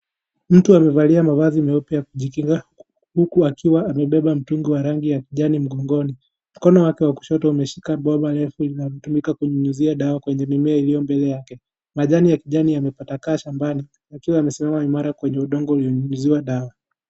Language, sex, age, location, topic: Swahili, male, 18-24, Kisii, health